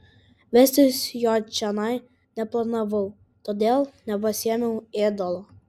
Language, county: Lithuanian, Kaunas